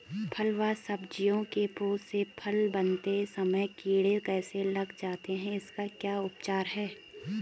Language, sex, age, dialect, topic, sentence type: Hindi, female, 18-24, Garhwali, agriculture, question